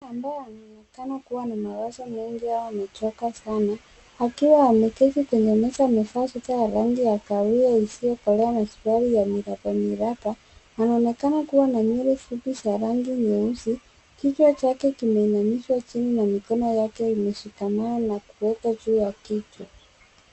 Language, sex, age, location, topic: Swahili, female, 36-49, Nairobi, health